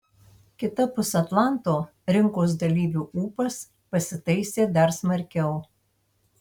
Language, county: Lithuanian, Tauragė